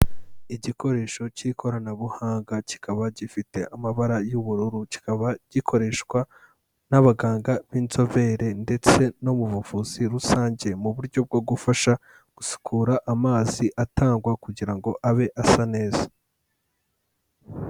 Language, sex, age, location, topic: Kinyarwanda, male, 18-24, Kigali, health